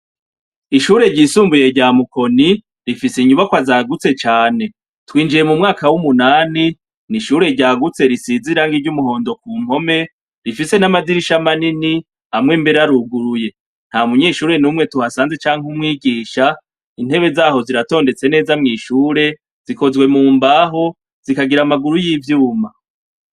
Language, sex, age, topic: Rundi, male, 36-49, education